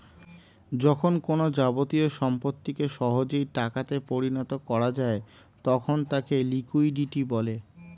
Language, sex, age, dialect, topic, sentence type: Bengali, male, 25-30, Standard Colloquial, banking, statement